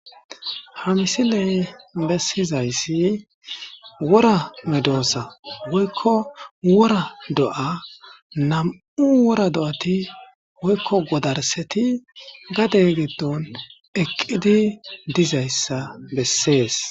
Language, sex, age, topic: Gamo, male, 25-35, agriculture